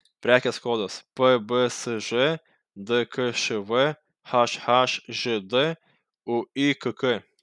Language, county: Lithuanian, Kaunas